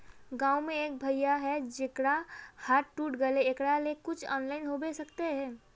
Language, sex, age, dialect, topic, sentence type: Magahi, female, 36-40, Northeastern/Surjapuri, banking, question